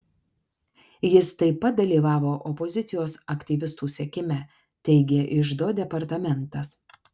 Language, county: Lithuanian, Kaunas